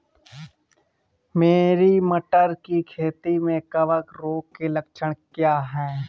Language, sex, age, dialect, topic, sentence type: Hindi, male, 18-24, Marwari Dhudhari, agriculture, question